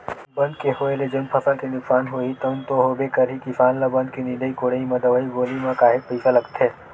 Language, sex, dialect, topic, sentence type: Chhattisgarhi, male, Western/Budati/Khatahi, agriculture, statement